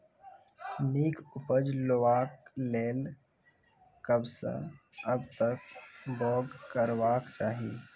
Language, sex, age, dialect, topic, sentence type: Maithili, male, 18-24, Angika, agriculture, question